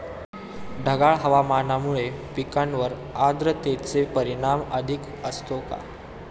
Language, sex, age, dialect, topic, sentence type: Marathi, male, 18-24, Standard Marathi, agriculture, question